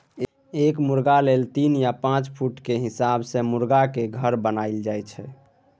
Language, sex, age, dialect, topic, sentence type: Maithili, male, 18-24, Bajjika, agriculture, statement